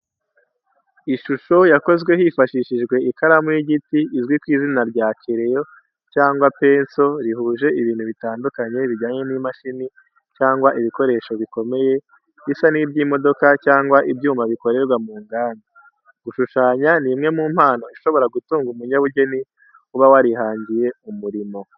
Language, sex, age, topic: Kinyarwanda, male, 18-24, education